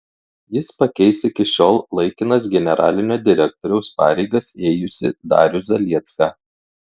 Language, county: Lithuanian, Klaipėda